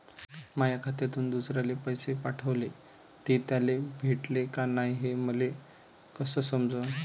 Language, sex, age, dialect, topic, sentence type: Marathi, male, 31-35, Varhadi, banking, question